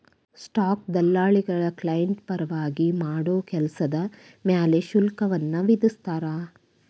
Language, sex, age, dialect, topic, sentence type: Kannada, female, 41-45, Dharwad Kannada, banking, statement